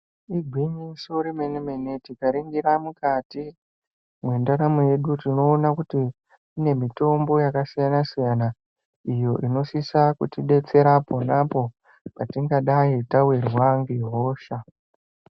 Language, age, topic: Ndau, 25-35, health